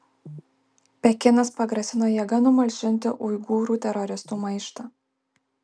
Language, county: Lithuanian, Alytus